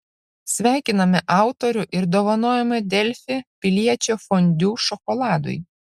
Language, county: Lithuanian, Šiauliai